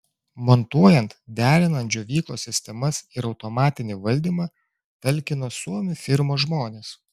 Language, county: Lithuanian, Klaipėda